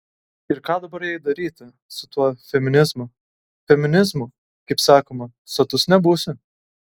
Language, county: Lithuanian, Kaunas